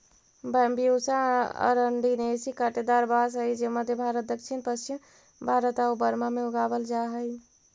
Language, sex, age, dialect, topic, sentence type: Magahi, female, 18-24, Central/Standard, banking, statement